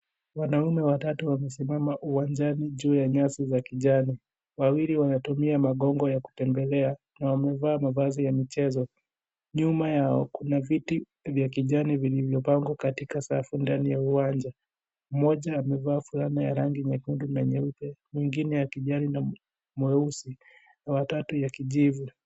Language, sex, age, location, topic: Swahili, male, 18-24, Kisii, education